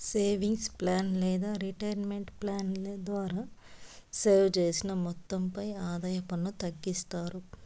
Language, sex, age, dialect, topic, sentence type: Telugu, female, 25-30, Southern, banking, statement